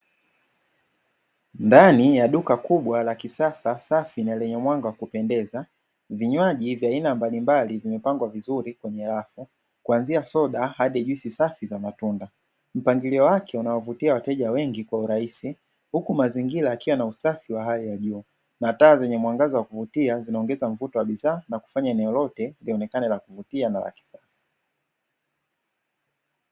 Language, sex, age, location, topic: Swahili, male, 25-35, Dar es Salaam, finance